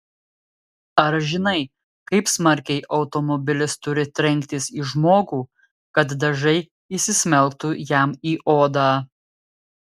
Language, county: Lithuanian, Telšiai